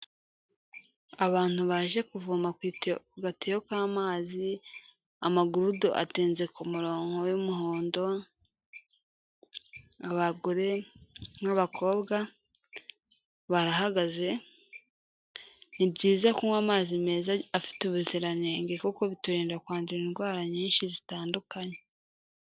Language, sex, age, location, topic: Kinyarwanda, female, 18-24, Kigali, health